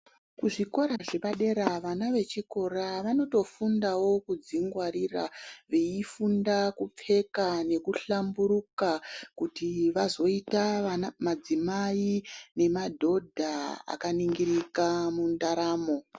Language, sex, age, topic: Ndau, female, 36-49, education